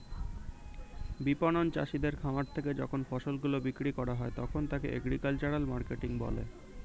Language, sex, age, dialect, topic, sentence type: Bengali, male, 18-24, Standard Colloquial, agriculture, statement